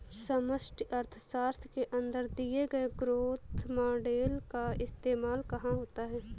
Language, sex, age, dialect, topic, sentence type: Hindi, female, 18-24, Awadhi Bundeli, banking, statement